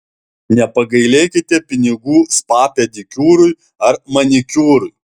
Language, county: Lithuanian, Alytus